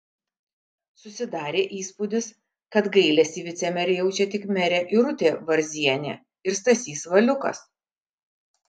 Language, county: Lithuanian, Kaunas